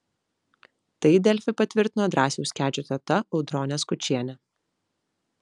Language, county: Lithuanian, Vilnius